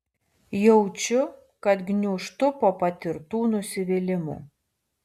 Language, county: Lithuanian, Vilnius